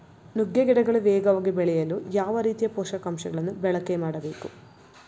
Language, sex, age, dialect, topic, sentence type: Kannada, female, 25-30, Mysore Kannada, agriculture, question